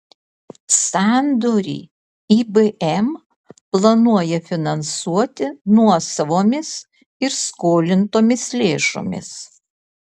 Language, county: Lithuanian, Kaunas